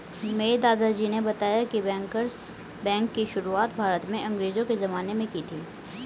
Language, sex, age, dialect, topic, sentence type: Hindi, female, 18-24, Hindustani Malvi Khadi Boli, banking, statement